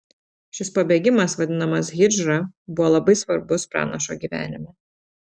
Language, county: Lithuanian, Telšiai